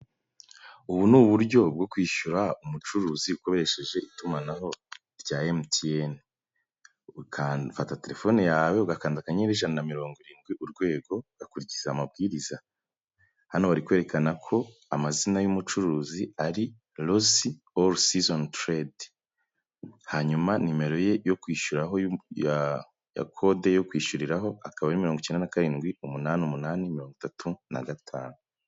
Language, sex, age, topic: Kinyarwanda, male, 25-35, finance